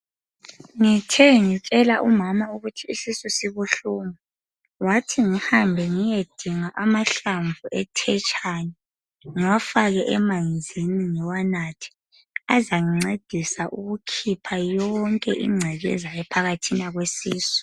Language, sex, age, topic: North Ndebele, female, 25-35, health